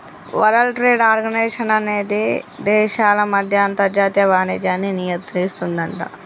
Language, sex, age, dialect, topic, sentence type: Telugu, female, 25-30, Telangana, banking, statement